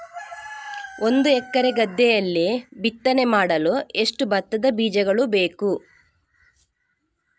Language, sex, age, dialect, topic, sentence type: Kannada, female, 41-45, Coastal/Dakshin, agriculture, question